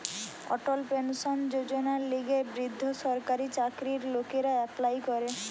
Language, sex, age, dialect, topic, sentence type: Bengali, female, 18-24, Western, banking, statement